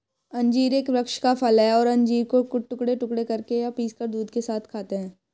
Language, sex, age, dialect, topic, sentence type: Hindi, female, 18-24, Marwari Dhudhari, agriculture, statement